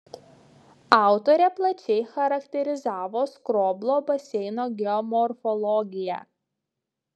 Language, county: Lithuanian, Šiauliai